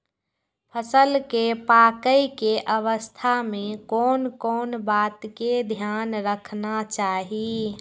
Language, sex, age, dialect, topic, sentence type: Maithili, female, 46-50, Eastern / Thethi, agriculture, question